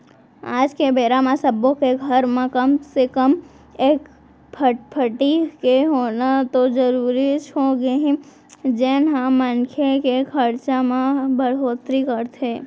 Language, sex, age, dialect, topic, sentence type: Chhattisgarhi, female, 18-24, Central, banking, statement